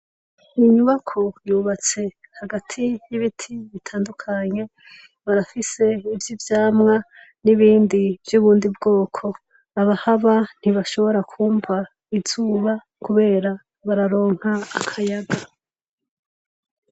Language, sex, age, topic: Rundi, female, 25-35, education